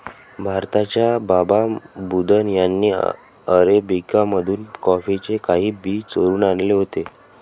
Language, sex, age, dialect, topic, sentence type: Marathi, male, 18-24, Northern Konkan, agriculture, statement